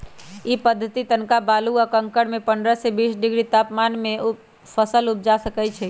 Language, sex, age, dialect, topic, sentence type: Magahi, female, 25-30, Western, agriculture, statement